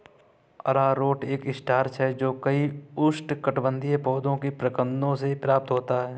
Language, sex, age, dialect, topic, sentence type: Hindi, male, 18-24, Kanauji Braj Bhasha, agriculture, statement